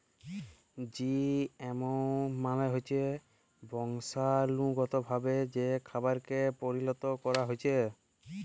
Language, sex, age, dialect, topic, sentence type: Bengali, male, 18-24, Jharkhandi, agriculture, statement